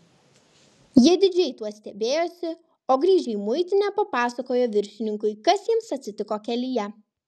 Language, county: Lithuanian, Kaunas